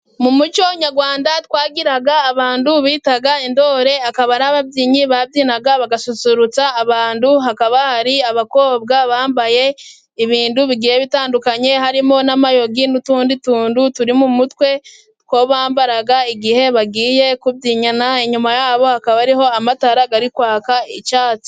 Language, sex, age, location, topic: Kinyarwanda, female, 25-35, Musanze, government